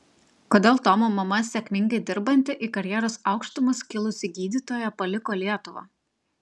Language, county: Lithuanian, Telšiai